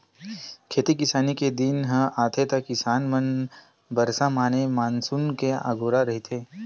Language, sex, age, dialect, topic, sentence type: Chhattisgarhi, male, 18-24, Western/Budati/Khatahi, agriculture, statement